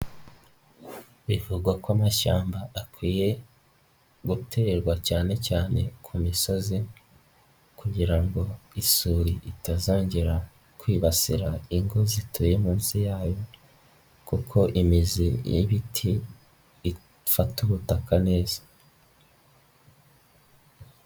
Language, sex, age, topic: Kinyarwanda, male, 18-24, agriculture